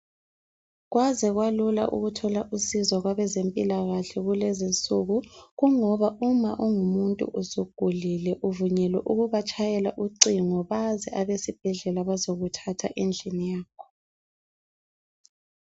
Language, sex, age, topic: North Ndebele, female, 18-24, health